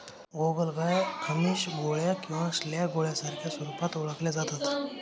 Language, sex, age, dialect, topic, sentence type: Marathi, male, 25-30, Northern Konkan, agriculture, statement